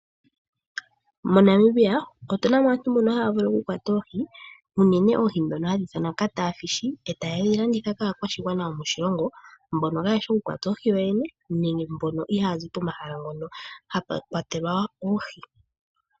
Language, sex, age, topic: Oshiwambo, female, 18-24, agriculture